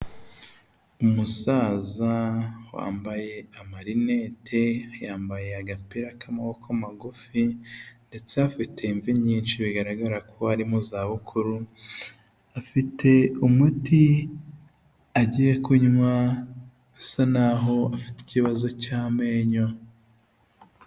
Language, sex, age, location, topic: Kinyarwanda, male, 18-24, Huye, health